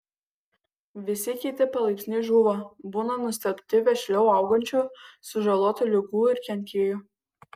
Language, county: Lithuanian, Kaunas